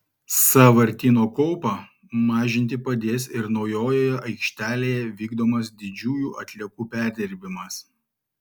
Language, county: Lithuanian, Klaipėda